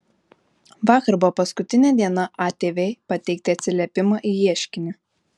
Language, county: Lithuanian, Panevėžys